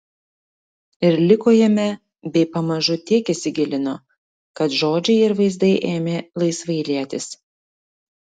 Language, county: Lithuanian, Klaipėda